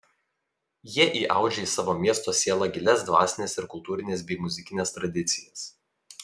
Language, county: Lithuanian, Vilnius